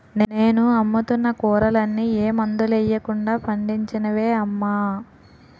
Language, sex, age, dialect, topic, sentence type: Telugu, female, 18-24, Utterandhra, agriculture, statement